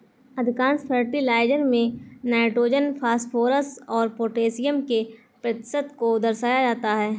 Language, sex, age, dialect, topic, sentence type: Hindi, female, 18-24, Awadhi Bundeli, agriculture, statement